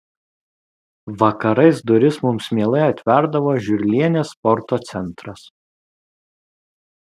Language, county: Lithuanian, Kaunas